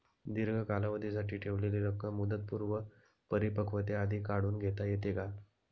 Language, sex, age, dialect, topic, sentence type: Marathi, male, 31-35, Standard Marathi, banking, question